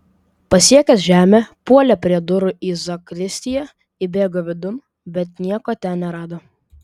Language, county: Lithuanian, Vilnius